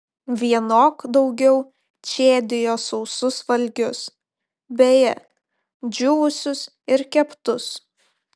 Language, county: Lithuanian, Panevėžys